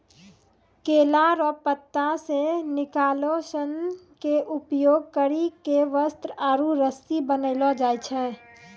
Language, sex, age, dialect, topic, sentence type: Maithili, female, 18-24, Angika, agriculture, statement